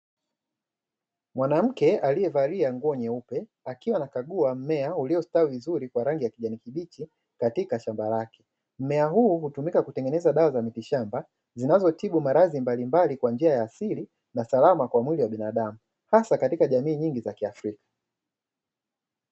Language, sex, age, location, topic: Swahili, male, 25-35, Dar es Salaam, health